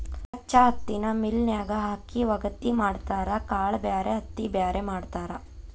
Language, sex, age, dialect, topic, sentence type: Kannada, female, 25-30, Dharwad Kannada, agriculture, statement